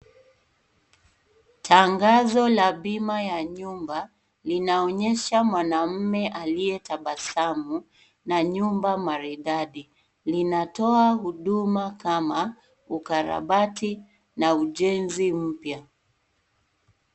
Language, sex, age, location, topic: Swahili, female, 25-35, Kisii, finance